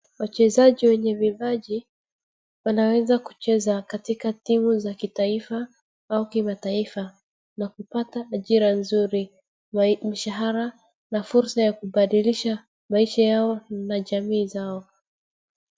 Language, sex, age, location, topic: Swahili, female, 36-49, Wajir, government